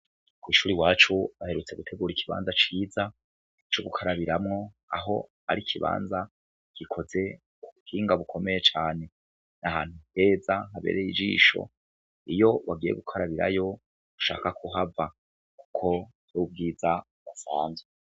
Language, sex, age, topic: Rundi, male, 36-49, education